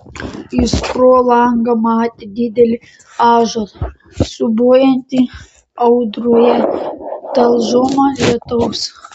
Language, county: Lithuanian, Panevėžys